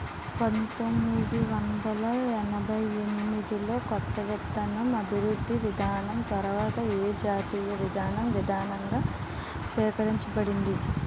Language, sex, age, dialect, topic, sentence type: Telugu, female, 18-24, Utterandhra, agriculture, question